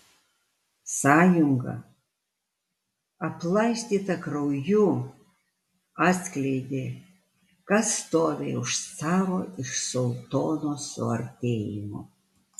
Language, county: Lithuanian, Alytus